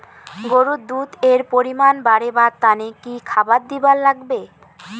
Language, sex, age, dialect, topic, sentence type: Bengali, female, 18-24, Rajbangshi, agriculture, question